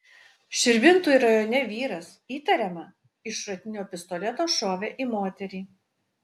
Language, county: Lithuanian, Utena